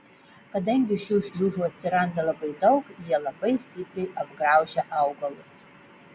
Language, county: Lithuanian, Vilnius